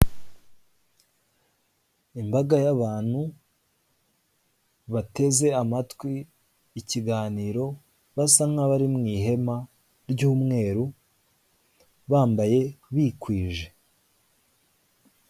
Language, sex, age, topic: Kinyarwanda, male, 18-24, government